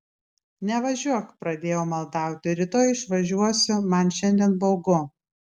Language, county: Lithuanian, Klaipėda